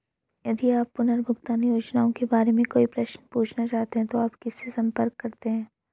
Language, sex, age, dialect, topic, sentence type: Hindi, male, 18-24, Hindustani Malvi Khadi Boli, banking, question